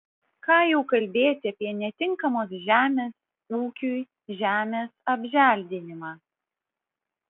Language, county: Lithuanian, Vilnius